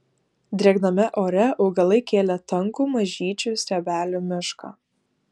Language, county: Lithuanian, Klaipėda